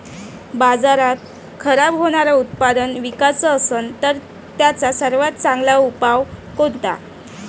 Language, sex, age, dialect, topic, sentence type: Marathi, female, 25-30, Varhadi, agriculture, statement